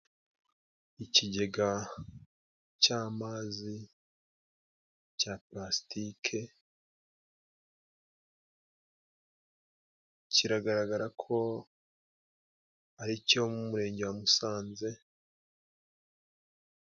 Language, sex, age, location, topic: Kinyarwanda, male, 25-35, Musanze, finance